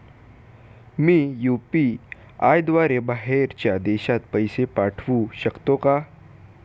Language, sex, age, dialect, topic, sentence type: Marathi, male, <18, Standard Marathi, banking, question